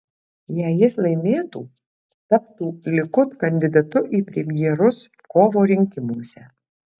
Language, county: Lithuanian, Alytus